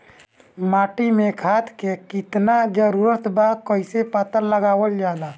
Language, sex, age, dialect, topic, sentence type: Bhojpuri, male, 25-30, Northern, agriculture, question